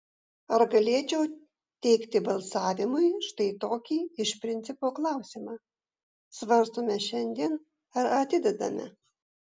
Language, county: Lithuanian, Vilnius